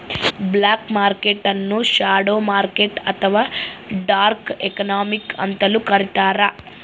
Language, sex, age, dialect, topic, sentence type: Kannada, female, 25-30, Central, banking, statement